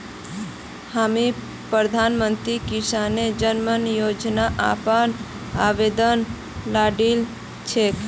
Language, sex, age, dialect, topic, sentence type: Magahi, female, 18-24, Northeastern/Surjapuri, agriculture, statement